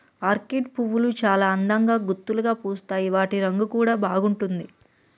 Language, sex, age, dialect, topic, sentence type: Telugu, male, 31-35, Telangana, agriculture, statement